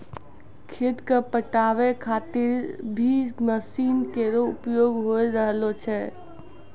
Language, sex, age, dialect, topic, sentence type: Maithili, female, 60-100, Angika, agriculture, statement